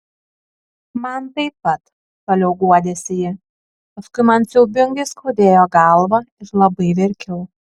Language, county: Lithuanian, Kaunas